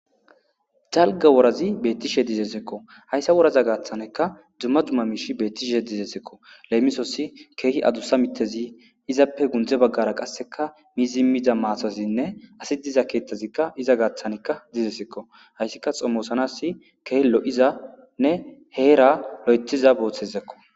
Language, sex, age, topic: Gamo, male, 25-35, government